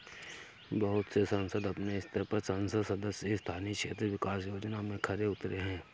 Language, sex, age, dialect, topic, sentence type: Hindi, male, 18-24, Awadhi Bundeli, banking, statement